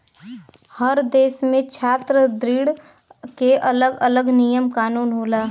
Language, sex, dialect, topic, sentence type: Bhojpuri, female, Western, banking, statement